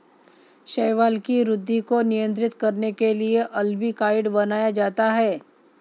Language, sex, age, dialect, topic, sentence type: Marathi, female, 25-30, Varhadi, agriculture, statement